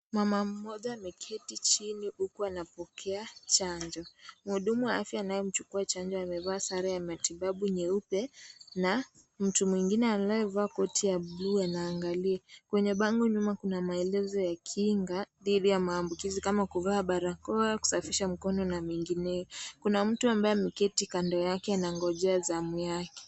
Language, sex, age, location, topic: Swahili, female, 25-35, Kisii, health